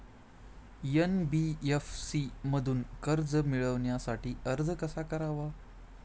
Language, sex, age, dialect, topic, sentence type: Marathi, male, 25-30, Standard Marathi, banking, question